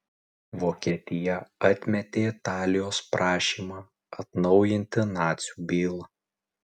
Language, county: Lithuanian, Tauragė